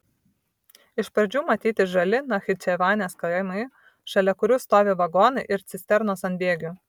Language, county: Lithuanian, Vilnius